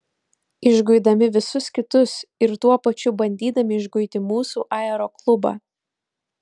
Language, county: Lithuanian, Utena